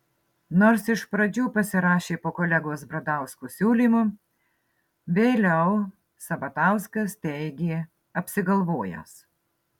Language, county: Lithuanian, Marijampolė